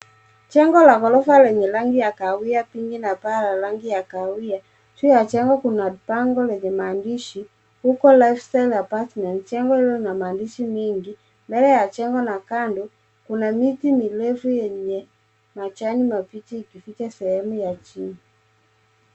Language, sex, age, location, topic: Swahili, male, 25-35, Nairobi, finance